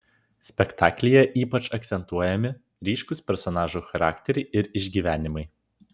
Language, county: Lithuanian, Vilnius